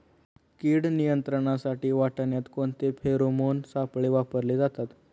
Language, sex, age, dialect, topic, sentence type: Marathi, male, 18-24, Standard Marathi, agriculture, question